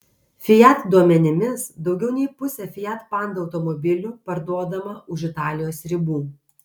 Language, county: Lithuanian, Kaunas